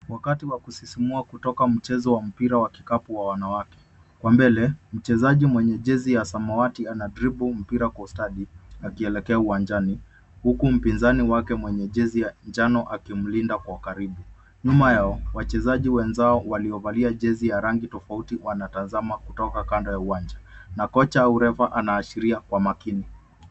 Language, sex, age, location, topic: Swahili, male, 25-35, Nairobi, education